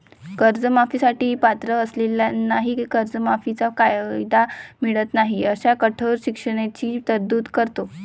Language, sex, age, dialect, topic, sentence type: Marathi, female, 18-24, Varhadi, banking, statement